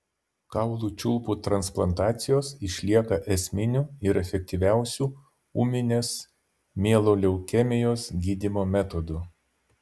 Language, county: Lithuanian, Vilnius